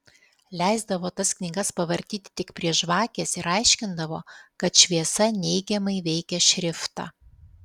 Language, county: Lithuanian, Alytus